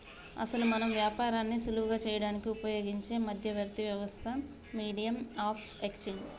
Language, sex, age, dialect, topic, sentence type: Telugu, female, 31-35, Telangana, banking, statement